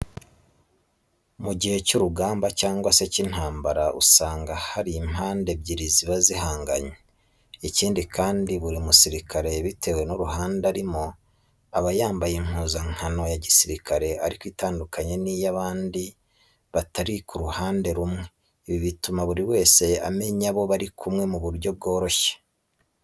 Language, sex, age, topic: Kinyarwanda, male, 25-35, education